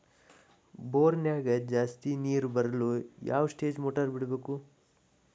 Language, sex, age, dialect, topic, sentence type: Kannada, male, 18-24, Dharwad Kannada, agriculture, question